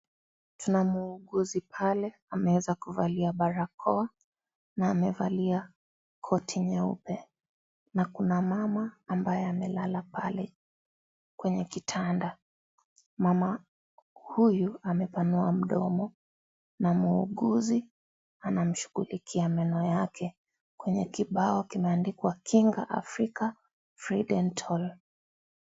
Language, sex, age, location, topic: Swahili, female, 25-35, Kisii, health